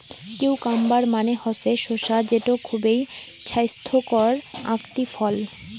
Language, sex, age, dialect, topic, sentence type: Bengali, female, <18, Rajbangshi, agriculture, statement